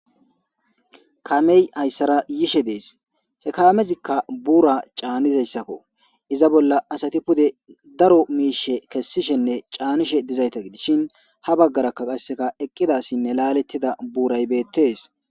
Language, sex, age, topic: Gamo, male, 25-35, government